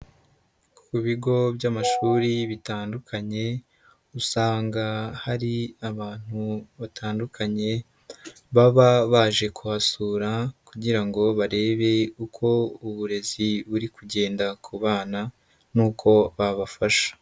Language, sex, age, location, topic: Kinyarwanda, male, 50+, Nyagatare, education